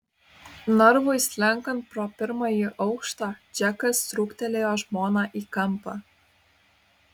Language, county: Lithuanian, Kaunas